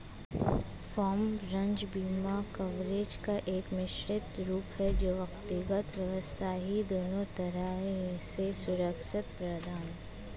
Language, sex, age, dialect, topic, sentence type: Hindi, female, 18-24, Hindustani Malvi Khadi Boli, agriculture, statement